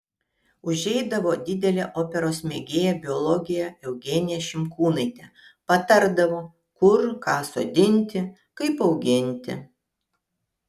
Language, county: Lithuanian, Kaunas